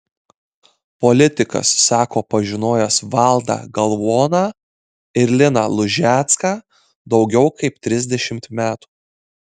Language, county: Lithuanian, Marijampolė